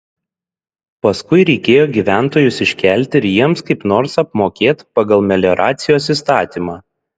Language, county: Lithuanian, Šiauliai